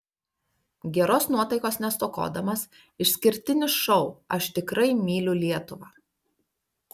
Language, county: Lithuanian, Panevėžys